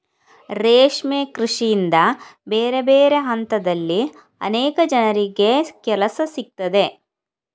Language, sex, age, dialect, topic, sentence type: Kannada, female, 41-45, Coastal/Dakshin, agriculture, statement